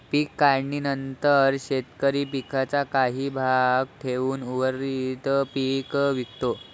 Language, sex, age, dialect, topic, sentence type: Marathi, male, 25-30, Varhadi, agriculture, statement